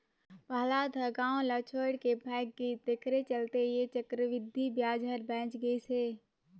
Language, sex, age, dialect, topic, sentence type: Chhattisgarhi, female, 18-24, Northern/Bhandar, banking, statement